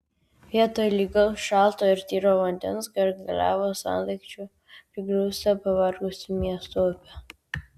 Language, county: Lithuanian, Vilnius